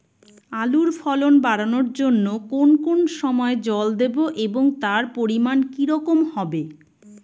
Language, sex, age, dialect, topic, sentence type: Bengali, male, 18-24, Rajbangshi, agriculture, question